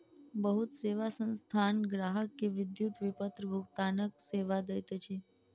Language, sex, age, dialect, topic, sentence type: Maithili, female, 46-50, Southern/Standard, banking, statement